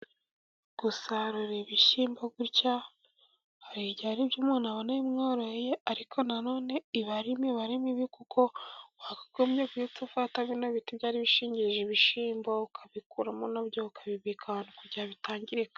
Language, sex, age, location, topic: Kinyarwanda, male, 18-24, Burera, agriculture